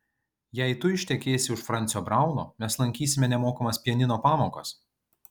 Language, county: Lithuanian, Kaunas